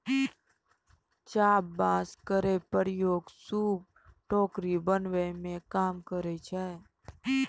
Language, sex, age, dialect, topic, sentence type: Maithili, female, 18-24, Angika, agriculture, statement